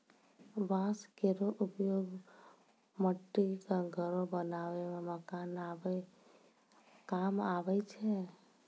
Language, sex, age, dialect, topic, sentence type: Maithili, female, 60-100, Angika, agriculture, statement